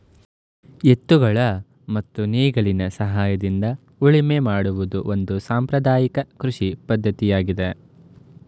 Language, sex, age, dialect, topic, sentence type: Kannada, male, 18-24, Mysore Kannada, agriculture, statement